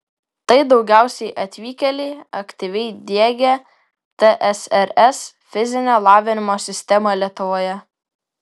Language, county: Lithuanian, Vilnius